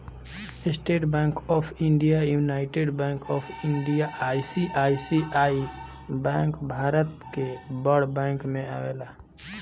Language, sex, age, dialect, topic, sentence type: Bhojpuri, male, 18-24, Northern, banking, statement